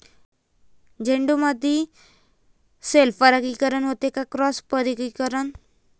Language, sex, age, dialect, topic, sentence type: Marathi, female, 25-30, Varhadi, agriculture, question